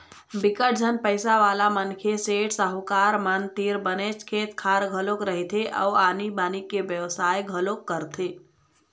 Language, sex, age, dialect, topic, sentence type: Chhattisgarhi, female, 25-30, Eastern, banking, statement